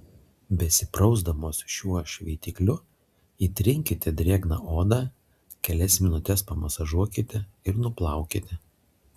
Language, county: Lithuanian, Alytus